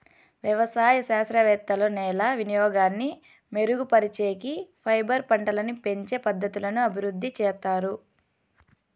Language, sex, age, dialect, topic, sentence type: Telugu, female, 18-24, Southern, agriculture, statement